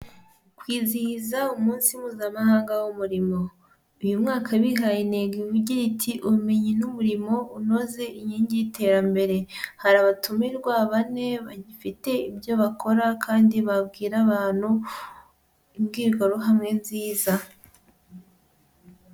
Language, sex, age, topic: Kinyarwanda, female, 25-35, government